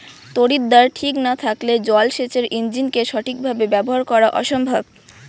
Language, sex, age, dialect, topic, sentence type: Bengali, female, 18-24, Rajbangshi, agriculture, question